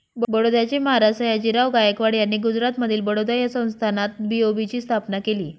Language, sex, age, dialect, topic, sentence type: Marathi, female, 36-40, Northern Konkan, banking, statement